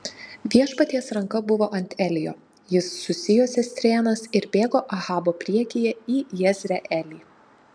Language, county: Lithuanian, Panevėžys